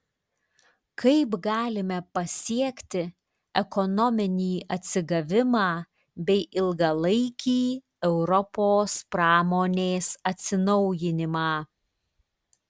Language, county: Lithuanian, Klaipėda